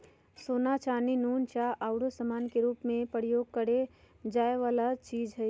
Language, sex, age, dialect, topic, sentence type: Magahi, female, 51-55, Western, banking, statement